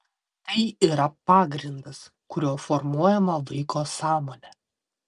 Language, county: Lithuanian, Vilnius